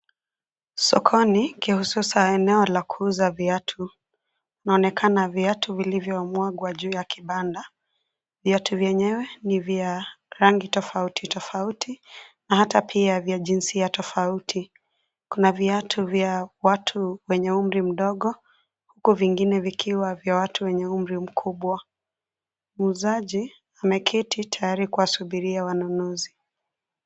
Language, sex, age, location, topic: Swahili, female, 25-35, Nairobi, finance